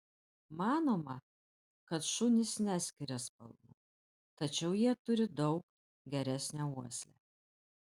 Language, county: Lithuanian, Panevėžys